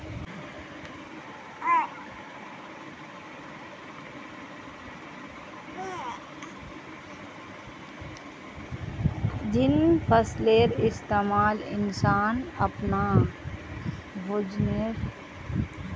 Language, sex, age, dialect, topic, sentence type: Magahi, female, 25-30, Northeastern/Surjapuri, agriculture, statement